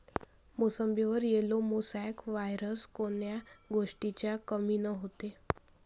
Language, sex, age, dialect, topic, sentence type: Marathi, female, 25-30, Varhadi, agriculture, question